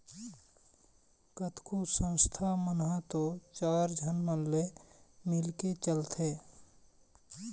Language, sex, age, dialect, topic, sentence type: Chhattisgarhi, male, 31-35, Eastern, banking, statement